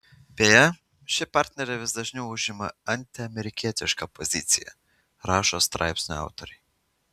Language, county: Lithuanian, Utena